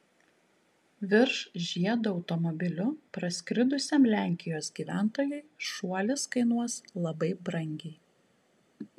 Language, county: Lithuanian, Kaunas